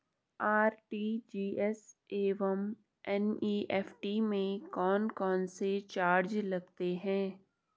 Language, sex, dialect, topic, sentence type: Hindi, female, Garhwali, banking, question